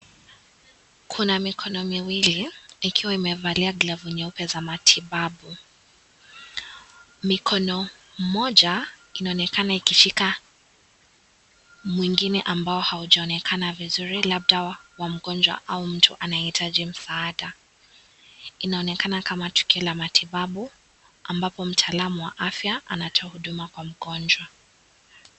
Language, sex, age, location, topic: Swahili, female, 18-24, Kisii, health